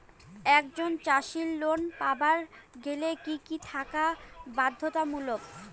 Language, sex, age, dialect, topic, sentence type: Bengali, female, 25-30, Rajbangshi, agriculture, question